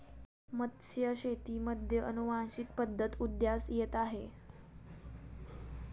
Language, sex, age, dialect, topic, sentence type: Marathi, female, 18-24, Standard Marathi, agriculture, statement